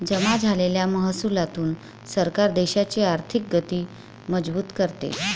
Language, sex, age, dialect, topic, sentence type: Marathi, female, 36-40, Varhadi, banking, statement